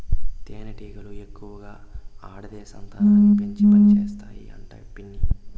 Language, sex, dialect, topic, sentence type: Telugu, male, Southern, agriculture, statement